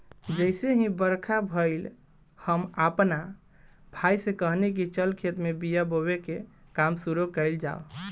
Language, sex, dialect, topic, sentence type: Bhojpuri, male, Southern / Standard, agriculture, statement